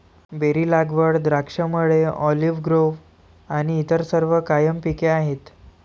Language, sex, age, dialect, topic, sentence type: Marathi, male, 18-24, Varhadi, agriculture, statement